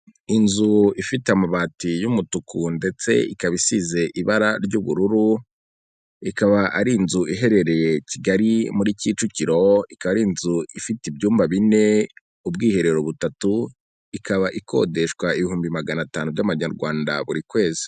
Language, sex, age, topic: Kinyarwanda, male, 18-24, finance